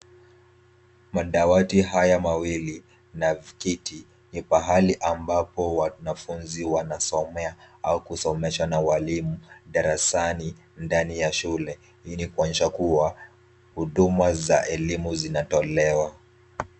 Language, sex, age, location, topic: Swahili, male, 18-24, Kisumu, education